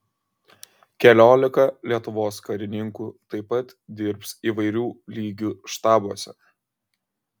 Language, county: Lithuanian, Kaunas